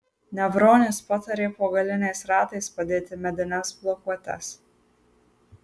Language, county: Lithuanian, Marijampolė